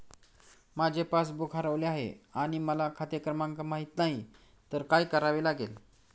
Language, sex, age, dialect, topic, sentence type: Marathi, male, 46-50, Standard Marathi, banking, question